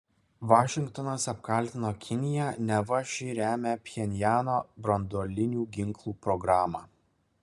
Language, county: Lithuanian, Kaunas